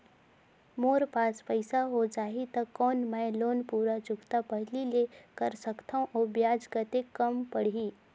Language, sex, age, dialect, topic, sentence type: Chhattisgarhi, female, 18-24, Northern/Bhandar, banking, question